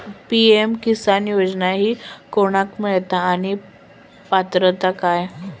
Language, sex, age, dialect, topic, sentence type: Marathi, female, 18-24, Southern Konkan, agriculture, question